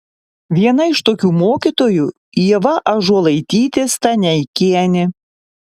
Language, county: Lithuanian, Panevėžys